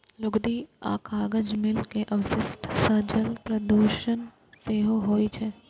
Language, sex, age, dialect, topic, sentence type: Maithili, female, 18-24, Eastern / Thethi, agriculture, statement